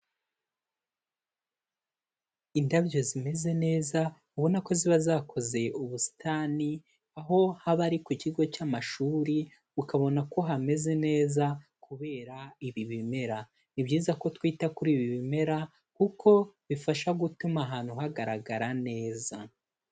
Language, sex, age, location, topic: Kinyarwanda, male, 18-24, Kigali, agriculture